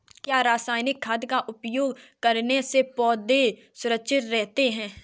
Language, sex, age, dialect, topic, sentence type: Hindi, female, 18-24, Kanauji Braj Bhasha, agriculture, question